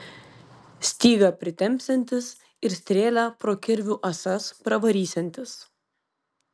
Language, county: Lithuanian, Vilnius